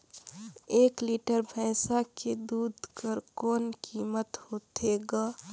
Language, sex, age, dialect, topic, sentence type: Chhattisgarhi, female, 18-24, Northern/Bhandar, agriculture, question